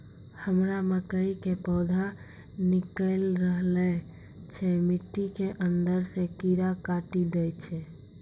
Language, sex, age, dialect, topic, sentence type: Maithili, female, 18-24, Angika, agriculture, question